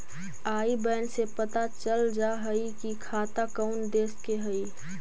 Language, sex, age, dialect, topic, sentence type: Magahi, female, 25-30, Central/Standard, agriculture, statement